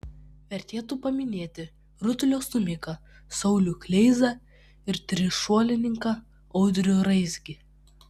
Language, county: Lithuanian, Vilnius